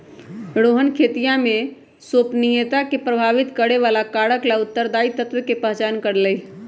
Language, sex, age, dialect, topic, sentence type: Magahi, female, 25-30, Western, agriculture, statement